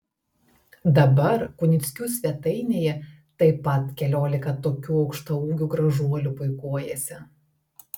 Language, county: Lithuanian, Telšiai